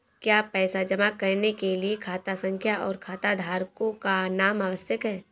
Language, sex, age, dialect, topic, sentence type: Hindi, female, 18-24, Awadhi Bundeli, banking, question